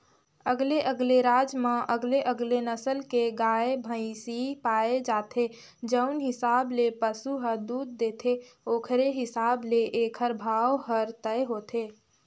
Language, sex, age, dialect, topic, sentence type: Chhattisgarhi, female, 18-24, Northern/Bhandar, agriculture, statement